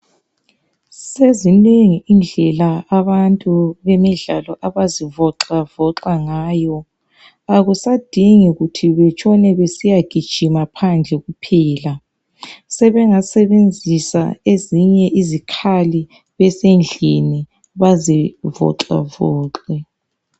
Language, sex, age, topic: North Ndebele, male, 36-49, health